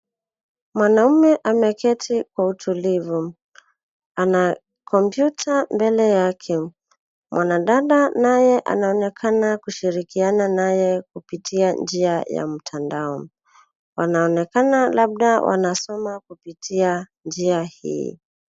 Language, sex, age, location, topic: Swahili, female, 18-24, Nairobi, education